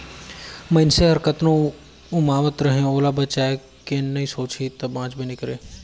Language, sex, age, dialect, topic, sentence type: Chhattisgarhi, male, 25-30, Northern/Bhandar, banking, statement